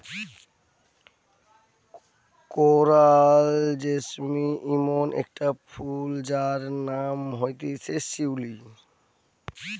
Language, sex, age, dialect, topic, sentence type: Bengali, male, 60-100, Western, agriculture, statement